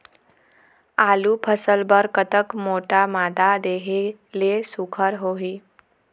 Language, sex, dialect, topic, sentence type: Chhattisgarhi, female, Eastern, agriculture, question